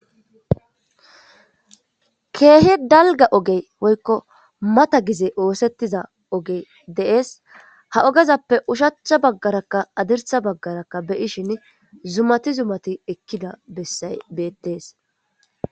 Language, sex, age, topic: Gamo, female, 18-24, government